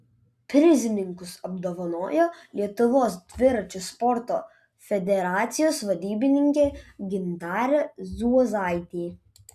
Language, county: Lithuanian, Vilnius